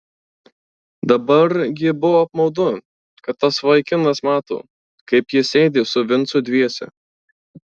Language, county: Lithuanian, Marijampolė